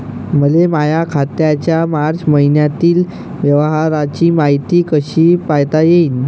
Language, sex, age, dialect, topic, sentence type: Marathi, male, 25-30, Varhadi, banking, question